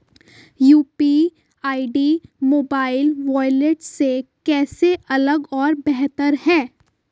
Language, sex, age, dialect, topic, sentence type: Hindi, female, 18-24, Hindustani Malvi Khadi Boli, banking, question